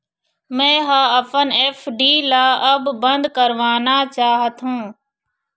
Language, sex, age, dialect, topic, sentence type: Chhattisgarhi, female, 60-100, Eastern, banking, statement